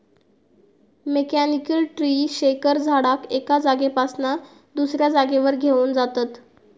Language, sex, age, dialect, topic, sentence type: Marathi, female, 18-24, Southern Konkan, agriculture, statement